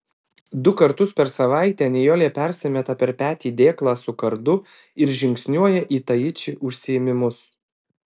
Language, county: Lithuanian, Alytus